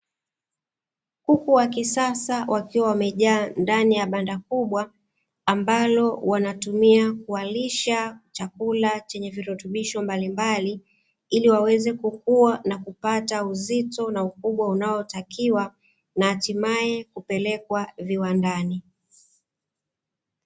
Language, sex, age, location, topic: Swahili, female, 36-49, Dar es Salaam, agriculture